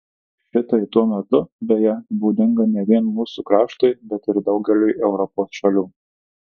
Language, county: Lithuanian, Tauragė